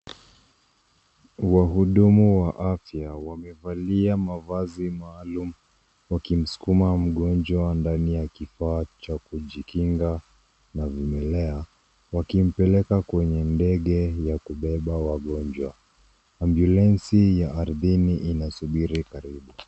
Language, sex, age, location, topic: Swahili, female, 18-24, Nairobi, health